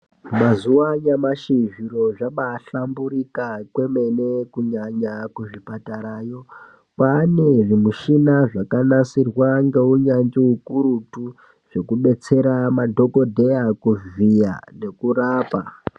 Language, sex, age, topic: Ndau, male, 18-24, health